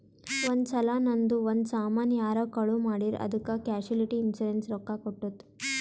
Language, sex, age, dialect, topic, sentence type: Kannada, female, 18-24, Northeastern, banking, statement